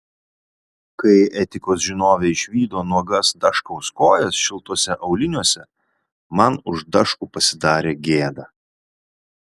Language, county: Lithuanian, Vilnius